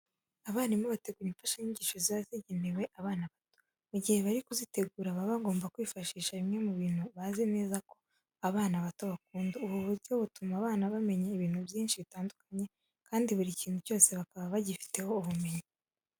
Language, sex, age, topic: Kinyarwanda, female, 18-24, education